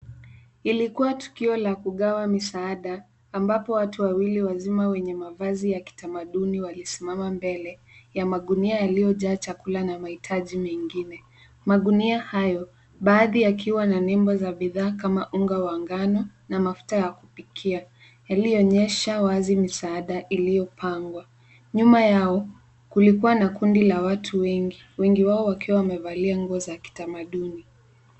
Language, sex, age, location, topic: Swahili, female, 18-24, Nairobi, health